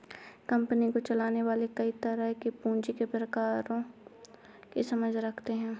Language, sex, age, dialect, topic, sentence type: Hindi, female, 60-100, Awadhi Bundeli, banking, statement